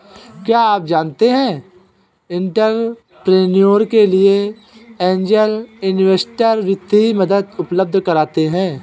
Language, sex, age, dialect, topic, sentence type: Hindi, male, 25-30, Awadhi Bundeli, banking, statement